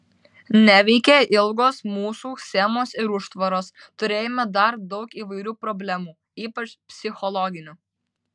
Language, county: Lithuanian, Vilnius